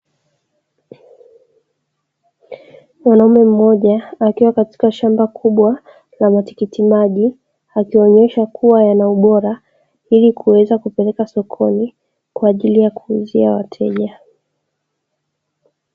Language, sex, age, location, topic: Swahili, female, 18-24, Dar es Salaam, agriculture